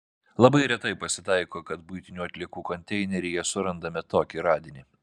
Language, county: Lithuanian, Vilnius